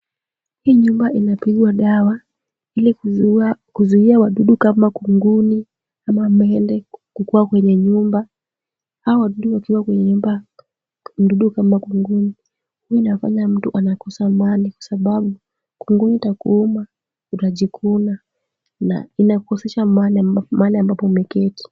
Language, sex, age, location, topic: Swahili, female, 18-24, Kisumu, health